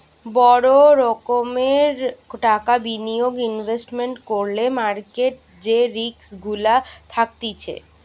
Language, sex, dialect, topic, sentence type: Bengali, female, Western, banking, statement